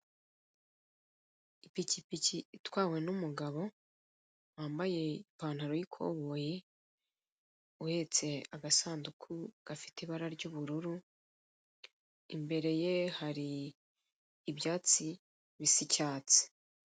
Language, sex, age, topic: Kinyarwanda, female, 25-35, finance